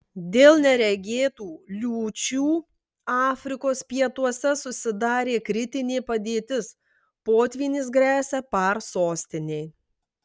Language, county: Lithuanian, Klaipėda